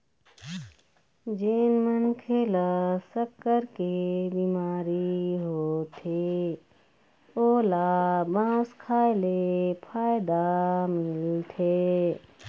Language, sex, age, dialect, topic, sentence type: Chhattisgarhi, female, 36-40, Eastern, agriculture, statement